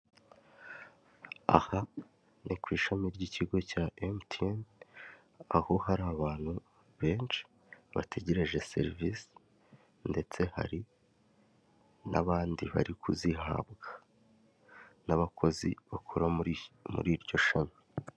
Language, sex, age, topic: Kinyarwanda, male, 18-24, finance